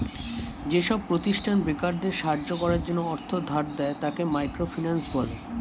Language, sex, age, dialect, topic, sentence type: Bengali, male, 18-24, Standard Colloquial, banking, statement